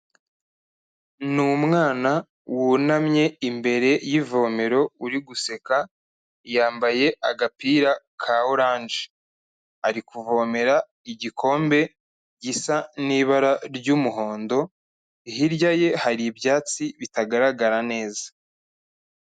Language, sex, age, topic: Kinyarwanda, male, 25-35, health